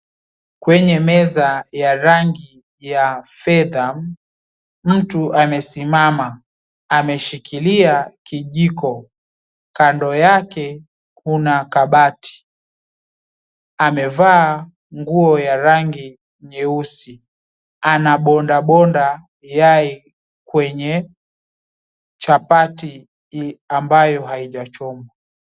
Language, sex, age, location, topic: Swahili, male, 18-24, Mombasa, agriculture